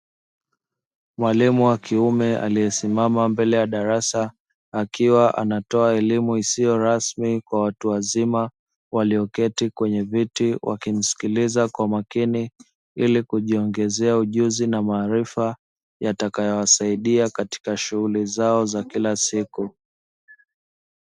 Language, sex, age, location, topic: Swahili, male, 18-24, Dar es Salaam, education